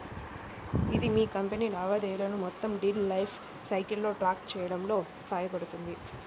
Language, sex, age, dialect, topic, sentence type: Telugu, female, 18-24, Central/Coastal, agriculture, statement